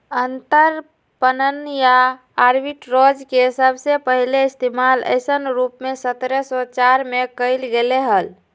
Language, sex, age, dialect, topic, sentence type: Magahi, female, 18-24, Western, banking, statement